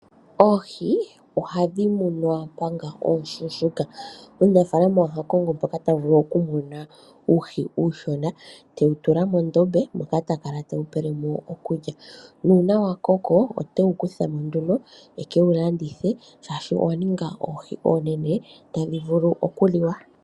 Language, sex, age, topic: Oshiwambo, female, 25-35, agriculture